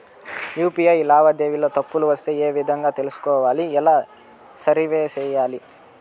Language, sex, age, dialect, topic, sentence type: Telugu, male, 25-30, Southern, banking, question